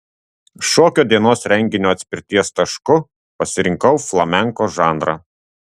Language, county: Lithuanian, Tauragė